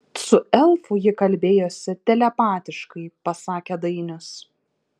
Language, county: Lithuanian, Šiauliai